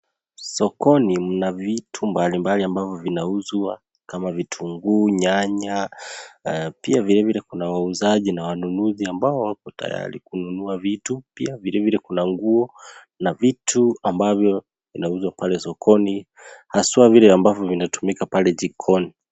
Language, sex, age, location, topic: Swahili, male, 25-35, Kisii, finance